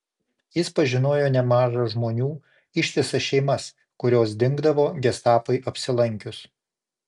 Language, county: Lithuanian, Panevėžys